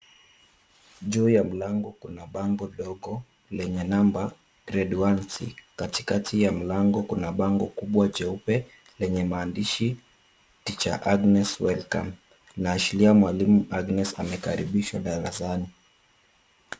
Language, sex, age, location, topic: Swahili, male, 25-35, Kisumu, education